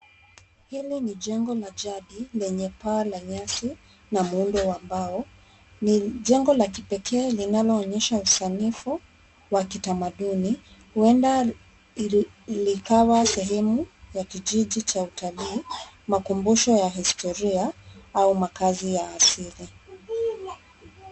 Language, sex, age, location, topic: Swahili, female, 25-35, Nairobi, finance